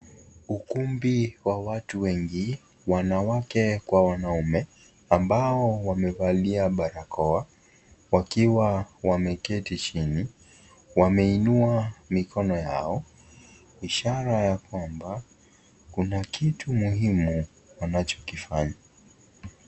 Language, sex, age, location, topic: Swahili, male, 25-35, Kisii, health